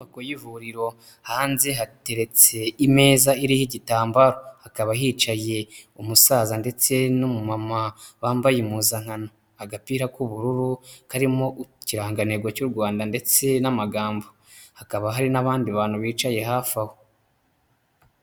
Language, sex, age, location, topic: Kinyarwanda, male, 25-35, Huye, health